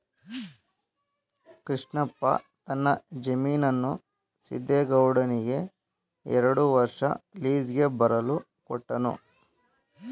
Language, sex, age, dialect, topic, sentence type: Kannada, male, 25-30, Mysore Kannada, banking, statement